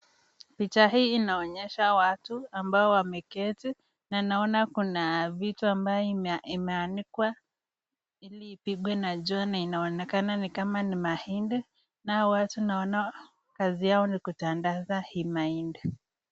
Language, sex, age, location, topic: Swahili, female, 50+, Nakuru, agriculture